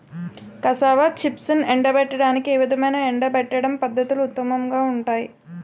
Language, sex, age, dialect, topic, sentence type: Telugu, female, 25-30, Utterandhra, agriculture, question